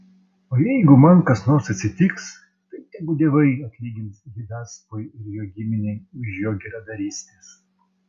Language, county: Lithuanian, Vilnius